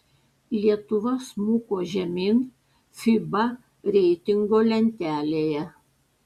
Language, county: Lithuanian, Panevėžys